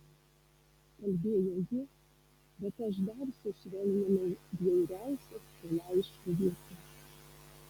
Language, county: Lithuanian, Alytus